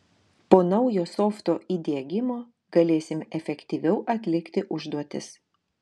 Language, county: Lithuanian, Telšiai